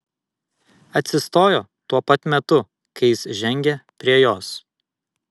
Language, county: Lithuanian, Vilnius